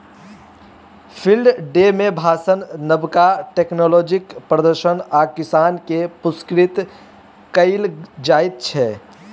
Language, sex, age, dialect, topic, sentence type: Maithili, male, 18-24, Bajjika, agriculture, statement